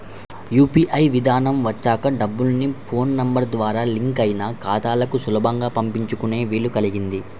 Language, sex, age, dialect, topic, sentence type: Telugu, male, 51-55, Central/Coastal, banking, statement